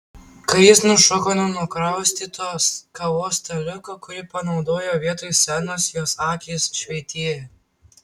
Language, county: Lithuanian, Tauragė